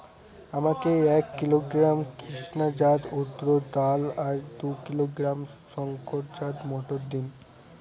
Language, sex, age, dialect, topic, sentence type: Bengali, male, 18-24, Northern/Varendri, agriculture, question